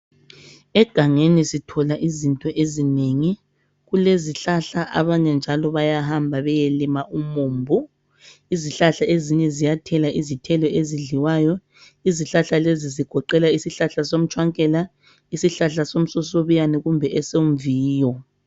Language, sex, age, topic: North Ndebele, male, 25-35, health